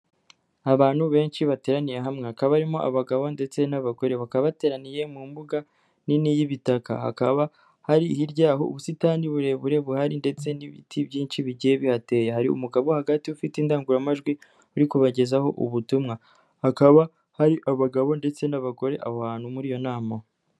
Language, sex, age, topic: Kinyarwanda, male, 25-35, government